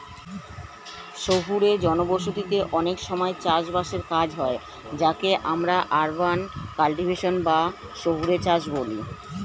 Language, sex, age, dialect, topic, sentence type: Bengali, male, 36-40, Standard Colloquial, agriculture, statement